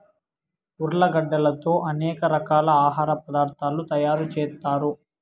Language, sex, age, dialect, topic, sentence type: Telugu, male, 18-24, Southern, agriculture, statement